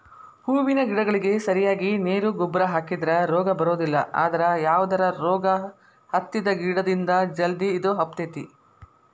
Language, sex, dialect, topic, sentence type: Kannada, female, Dharwad Kannada, agriculture, statement